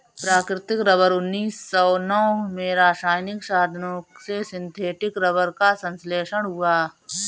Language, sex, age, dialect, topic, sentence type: Hindi, female, 31-35, Awadhi Bundeli, agriculture, statement